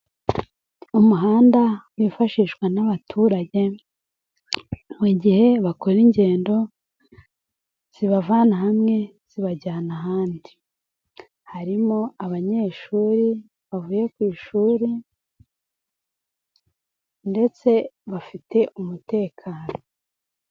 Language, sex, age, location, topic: Kinyarwanda, female, 18-24, Nyagatare, government